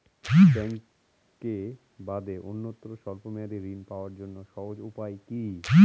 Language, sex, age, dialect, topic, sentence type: Bengali, male, 31-35, Northern/Varendri, banking, question